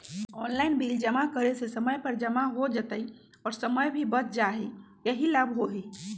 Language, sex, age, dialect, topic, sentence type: Magahi, male, 18-24, Western, banking, question